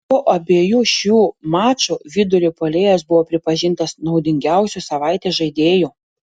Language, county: Lithuanian, Panevėžys